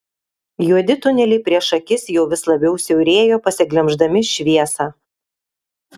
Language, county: Lithuanian, Kaunas